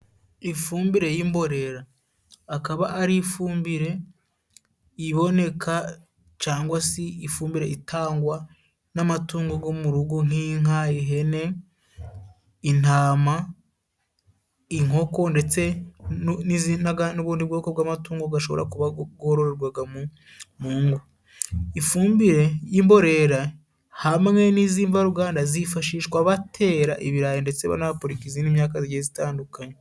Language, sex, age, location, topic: Kinyarwanda, male, 18-24, Musanze, agriculture